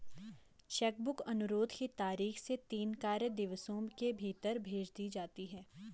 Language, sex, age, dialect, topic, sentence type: Hindi, female, 25-30, Garhwali, banking, statement